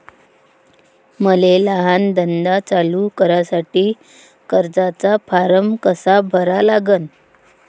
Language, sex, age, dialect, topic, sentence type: Marathi, female, 36-40, Varhadi, banking, question